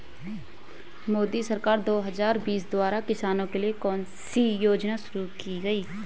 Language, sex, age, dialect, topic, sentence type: Hindi, female, 25-30, Hindustani Malvi Khadi Boli, agriculture, question